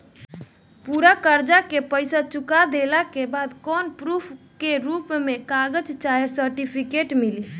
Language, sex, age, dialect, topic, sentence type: Bhojpuri, female, <18, Southern / Standard, banking, question